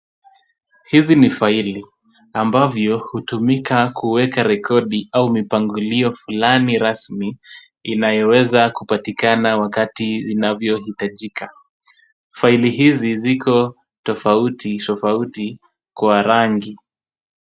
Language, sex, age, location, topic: Swahili, male, 25-35, Kisumu, education